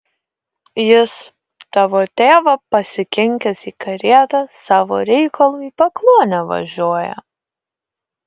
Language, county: Lithuanian, Utena